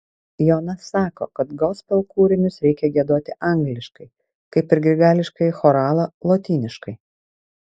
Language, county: Lithuanian, Vilnius